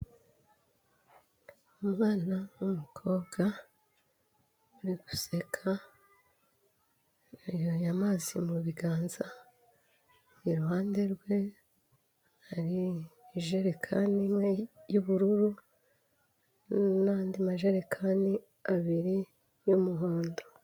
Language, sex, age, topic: Kinyarwanda, female, 36-49, health